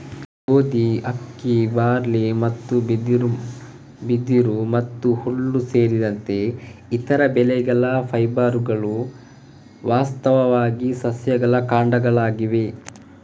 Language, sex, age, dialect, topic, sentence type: Kannada, male, 18-24, Coastal/Dakshin, agriculture, statement